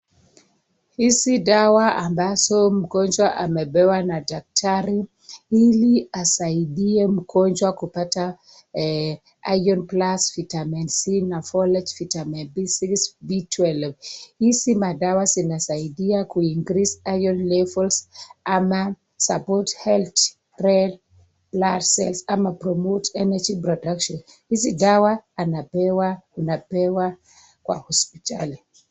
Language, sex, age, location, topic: Swahili, female, 25-35, Nakuru, health